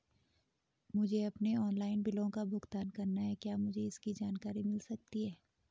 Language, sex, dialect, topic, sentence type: Hindi, female, Garhwali, banking, question